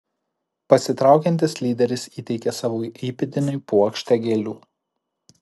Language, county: Lithuanian, Alytus